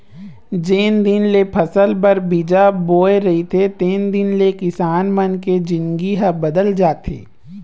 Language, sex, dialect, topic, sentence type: Chhattisgarhi, male, Eastern, agriculture, statement